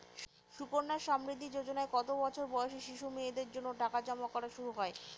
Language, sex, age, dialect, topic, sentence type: Bengali, female, 18-24, Northern/Varendri, banking, question